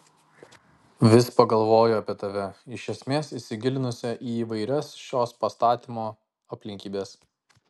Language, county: Lithuanian, Kaunas